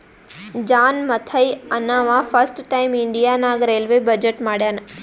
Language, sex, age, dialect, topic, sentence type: Kannada, female, 18-24, Northeastern, banking, statement